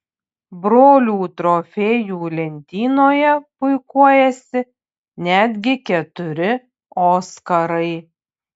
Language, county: Lithuanian, Panevėžys